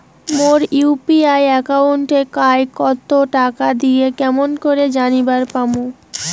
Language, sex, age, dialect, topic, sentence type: Bengali, female, 18-24, Rajbangshi, banking, question